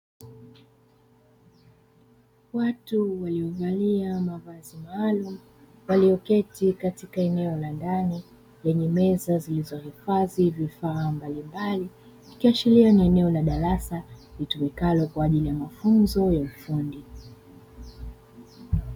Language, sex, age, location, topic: Swahili, female, 25-35, Dar es Salaam, education